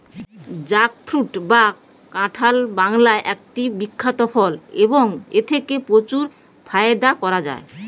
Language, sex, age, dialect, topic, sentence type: Bengali, female, 18-24, Rajbangshi, agriculture, question